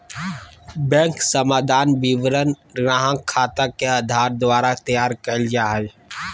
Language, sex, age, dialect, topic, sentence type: Magahi, male, 31-35, Southern, banking, statement